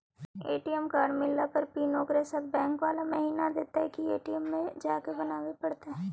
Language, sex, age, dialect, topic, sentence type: Magahi, female, 18-24, Central/Standard, banking, question